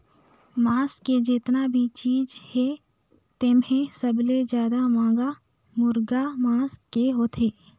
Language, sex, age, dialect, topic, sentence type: Chhattisgarhi, female, 18-24, Northern/Bhandar, agriculture, statement